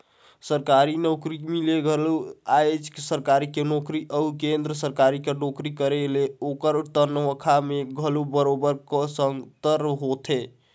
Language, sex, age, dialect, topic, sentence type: Chhattisgarhi, male, 18-24, Northern/Bhandar, banking, statement